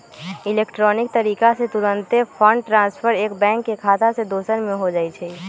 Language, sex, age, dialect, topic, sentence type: Magahi, female, 18-24, Western, banking, statement